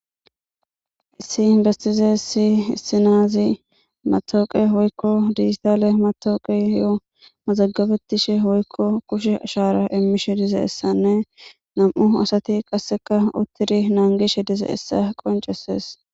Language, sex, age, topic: Gamo, female, 18-24, government